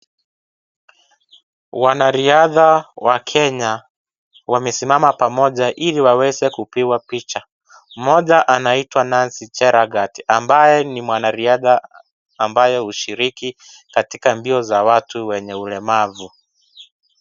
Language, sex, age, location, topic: Swahili, male, 25-35, Kisii, education